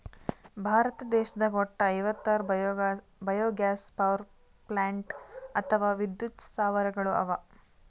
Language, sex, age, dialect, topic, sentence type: Kannada, female, 18-24, Northeastern, agriculture, statement